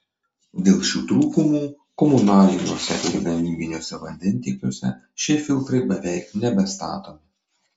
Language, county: Lithuanian, Klaipėda